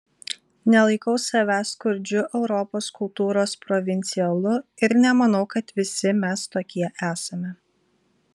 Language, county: Lithuanian, Vilnius